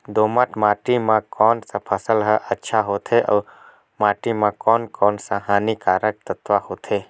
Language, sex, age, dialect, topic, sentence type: Chhattisgarhi, male, 18-24, Northern/Bhandar, agriculture, question